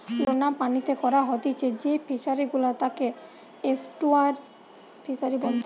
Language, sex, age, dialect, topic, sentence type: Bengali, female, 18-24, Western, agriculture, statement